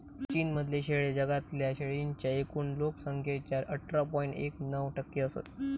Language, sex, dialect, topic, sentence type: Marathi, male, Southern Konkan, agriculture, statement